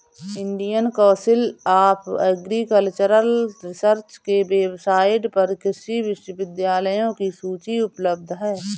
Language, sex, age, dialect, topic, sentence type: Hindi, female, 25-30, Awadhi Bundeli, agriculture, statement